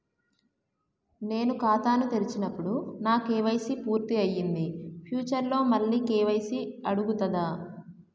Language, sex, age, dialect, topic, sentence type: Telugu, female, 18-24, Telangana, banking, question